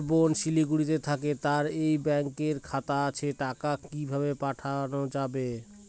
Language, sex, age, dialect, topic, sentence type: Bengali, male, 25-30, Northern/Varendri, banking, question